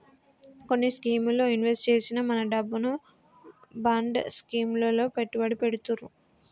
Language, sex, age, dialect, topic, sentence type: Telugu, female, 25-30, Telangana, banking, statement